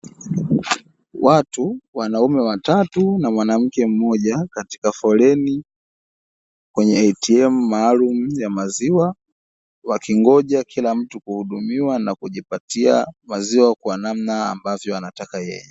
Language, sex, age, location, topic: Swahili, male, 18-24, Dar es Salaam, finance